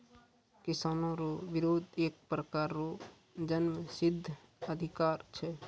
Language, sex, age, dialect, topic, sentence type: Maithili, male, 18-24, Angika, agriculture, statement